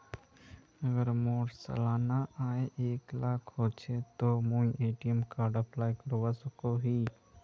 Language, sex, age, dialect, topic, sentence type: Magahi, male, 18-24, Northeastern/Surjapuri, banking, question